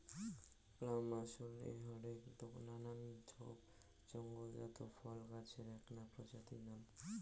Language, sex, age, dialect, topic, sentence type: Bengali, male, 18-24, Rajbangshi, agriculture, statement